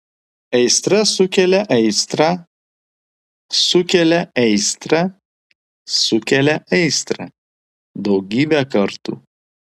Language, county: Lithuanian, Vilnius